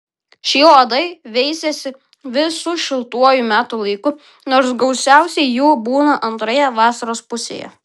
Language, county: Lithuanian, Vilnius